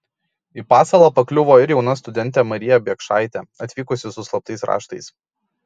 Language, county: Lithuanian, Kaunas